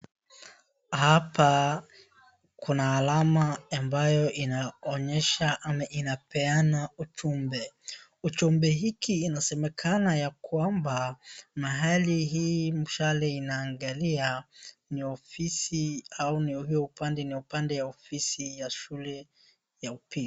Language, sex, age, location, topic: Swahili, female, 36-49, Wajir, education